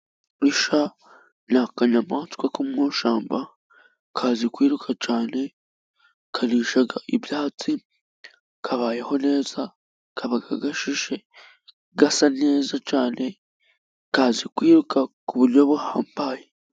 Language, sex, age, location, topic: Kinyarwanda, female, 36-49, Musanze, agriculture